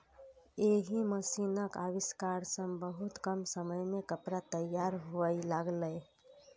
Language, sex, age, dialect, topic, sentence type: Maithili, female, 18-24, Eastern / Thethi, agriculture, statement